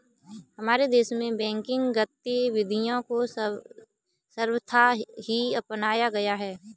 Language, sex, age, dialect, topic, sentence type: Hindi, female, 18-24, Kanauji Braj Bhasha, banking, statement